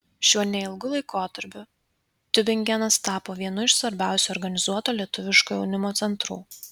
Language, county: Lithuanian, Vilnius